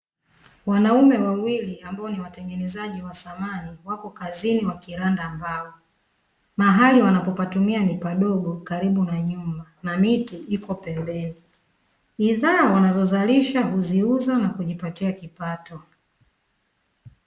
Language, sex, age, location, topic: Swahili, female, 36-49, Dar es Salaam, finance